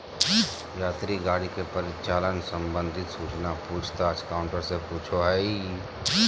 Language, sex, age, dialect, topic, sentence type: Magahi, male, 31-35, Southern, banking, statement